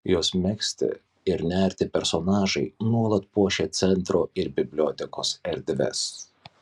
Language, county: Lithuanian, Kaunas